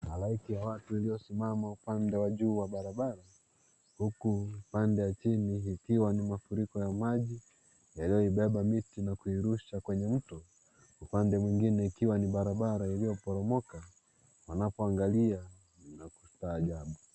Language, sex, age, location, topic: Swahili, male, 25-35, Kisii, health